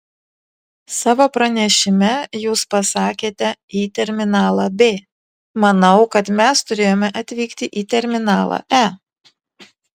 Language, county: Lithuanian, Vilnius